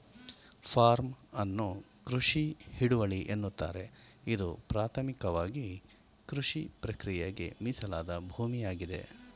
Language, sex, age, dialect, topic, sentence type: Kannada, male, 51-55, Mysore Kannada, agriculture, statement